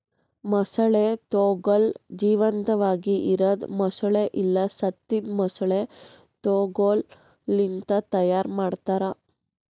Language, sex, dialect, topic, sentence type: Kannada, female, Northeastern, agriculture, statement